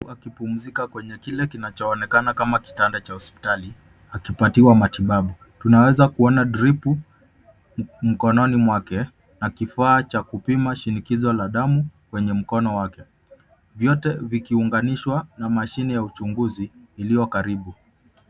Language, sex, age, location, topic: Swahili, male, 25-35, Nairobi, health